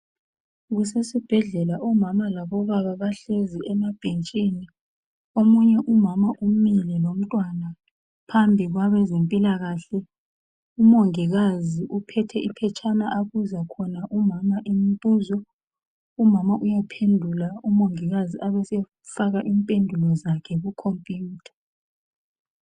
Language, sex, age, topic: North Ndebele, female, 36-49, health